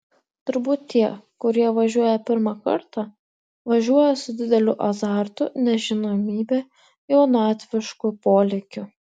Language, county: Lithuanian, Klaipėda